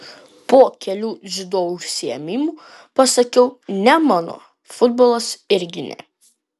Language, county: Lithuanian, Vilnius